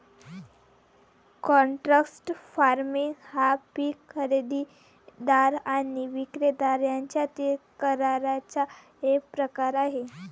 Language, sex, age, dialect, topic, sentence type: Marathi, female, 18-24, Varhadi, agriculture, statement